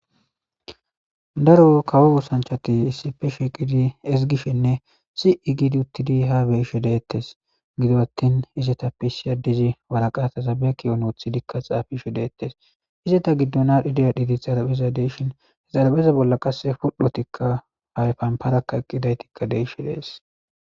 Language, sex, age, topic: Gamo, male, 25-35, government